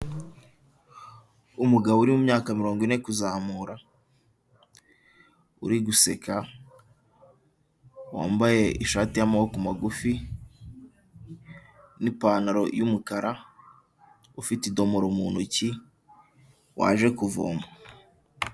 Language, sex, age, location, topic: Kinyarwanda, male, 18-24, Kigali, health